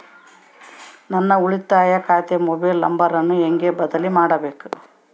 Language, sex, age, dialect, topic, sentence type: Kannada, female, 18-24, Central, banking, question